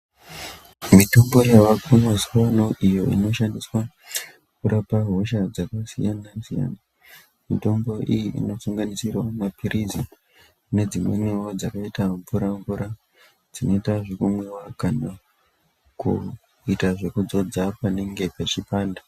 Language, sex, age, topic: Ndau, female, 50+, health